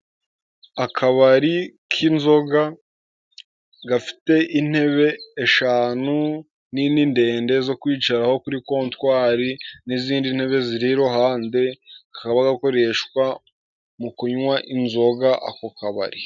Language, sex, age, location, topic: Kinyarwanda, male, 18-24, Musanze, finance